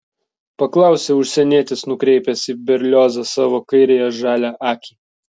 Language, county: Lithuanian, Vilnius